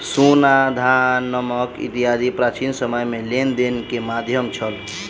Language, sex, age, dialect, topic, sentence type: Maithili, male, 18-24, Southern/Standard, banking, statement